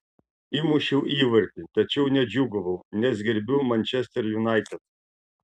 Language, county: Lithuanian, Šiauliai